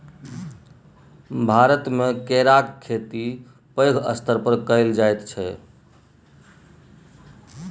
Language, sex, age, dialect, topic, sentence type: Maithili, male, 41-45, Bajjika, agriculture, statement